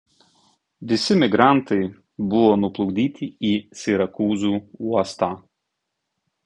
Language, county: Lithuanian, Tauragė